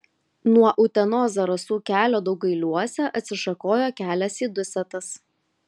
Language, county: Lithuanian, Kaunas